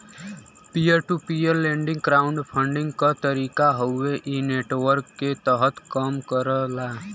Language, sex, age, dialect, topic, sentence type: Bhojpuri, male, 18-24, Western, banking, statement